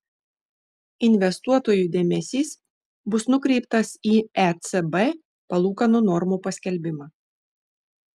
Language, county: Lithuanian, Šiauliai